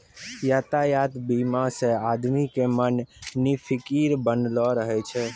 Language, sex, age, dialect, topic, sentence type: Maithili, male, 18-24, Angika, banking, statement